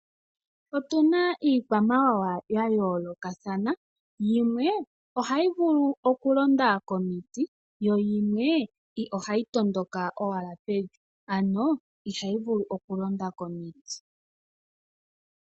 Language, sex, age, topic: Oshiwambo, female, 25-35, agriculture